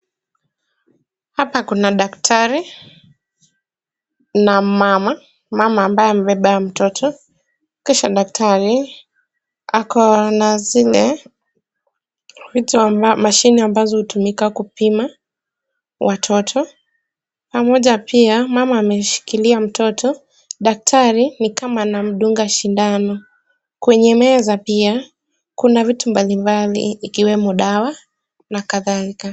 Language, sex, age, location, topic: Swahili, female, 18-24, Kisumu, health